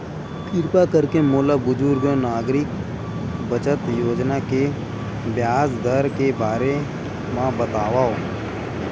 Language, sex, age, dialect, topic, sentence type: Chhattisgarhi, male, 18-24, Western/Budati/Khatahi, banking, statement